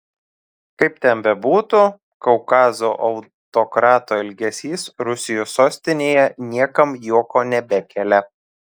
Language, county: Lithuanian, Telšiai